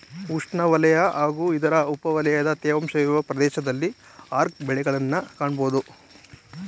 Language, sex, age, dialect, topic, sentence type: Kannada, male, 25-30, Mysore Kannada, agriculture, statement